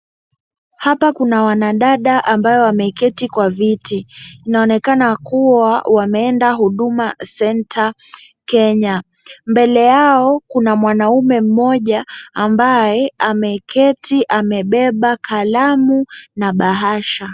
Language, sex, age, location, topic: Swahili, male, 18-24, Wajir, government